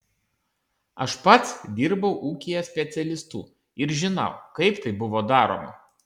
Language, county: Lithuanian, Kaunas